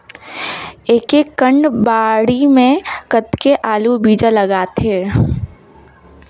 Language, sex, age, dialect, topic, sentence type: Chhattisgarhi, female, 18-24, Northern/Bhandar, agriculture, question